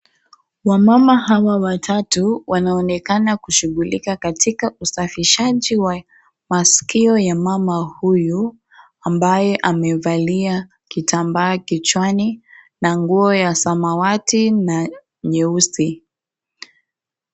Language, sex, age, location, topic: Swahili, female, 25-35, Kisii, health